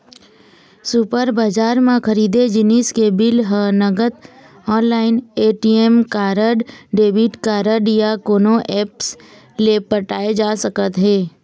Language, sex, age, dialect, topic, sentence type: Chhattisgarhi, female, 25-30, Eastern, agriculture, statement